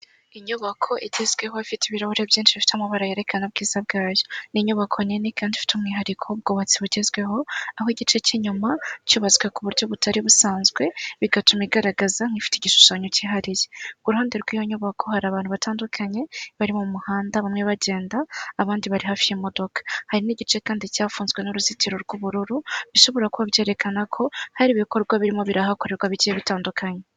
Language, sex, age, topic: Kinyarwanda, female, 36-49, finance